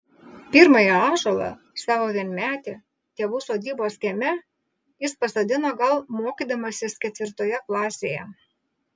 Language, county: Lithuanian, Vilnius